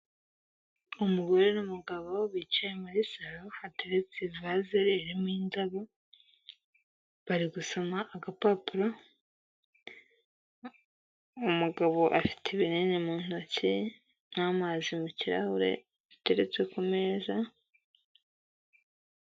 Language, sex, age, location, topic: Kinyarwanda, female, 18-24, Kigali, health